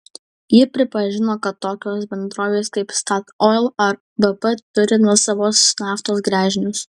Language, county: Lithuanian, Kaunas